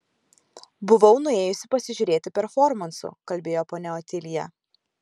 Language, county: Lithuanian, Kaunas